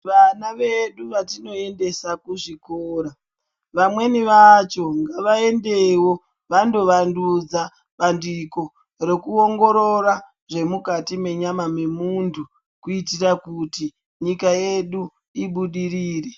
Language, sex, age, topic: Ndau, female, 25-35, health